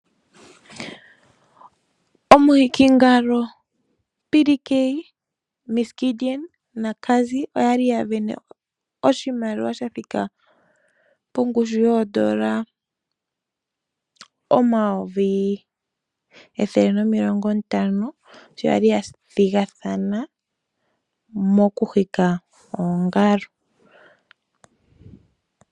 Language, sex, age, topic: Oshiwambo, female, 18-24, finance